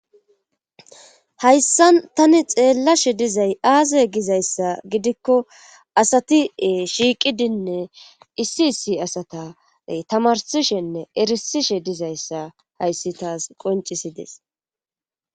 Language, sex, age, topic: Gamo, female, 25-35, government